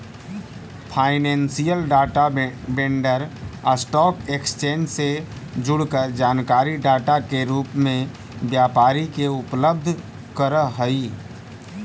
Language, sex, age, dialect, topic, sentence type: Magahi, male, 31-35, Central/Standard, banking, statement